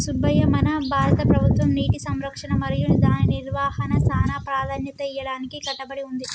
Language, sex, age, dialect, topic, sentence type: Telugu, male, 25-30, Telangana, agriculture, statement